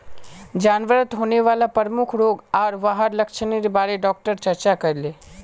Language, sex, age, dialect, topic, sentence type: Magahi, male, 18-24, Northeastern/Surjapuri, agriculture, statement